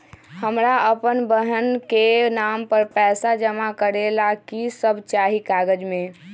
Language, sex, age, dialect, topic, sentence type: Magahi, female, 18-24, Western, banking, question